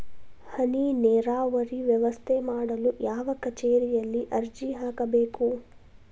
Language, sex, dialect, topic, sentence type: Kannada, female, Dharwad Kannada, agriculture, question